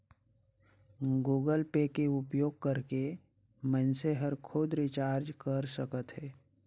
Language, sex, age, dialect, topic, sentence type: Chhattisgarhi, male, 56-60, Northern/Bhandar, banking, statement